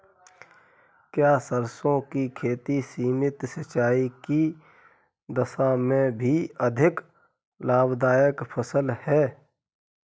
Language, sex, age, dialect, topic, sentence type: Hindi, male, 31-35, Kanauji Braj Bhasha, agriculture, question